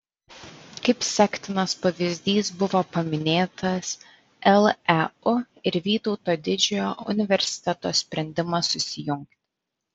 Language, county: Lithuanian, Vilnius